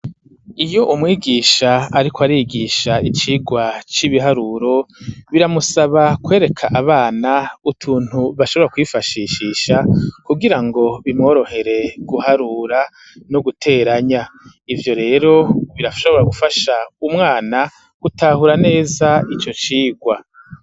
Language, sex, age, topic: Rundi, male, 36-49, education